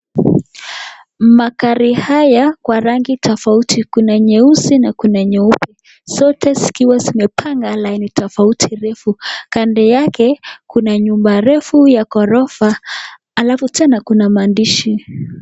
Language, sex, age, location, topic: Swahili, male, 25-35, Nakuru, finance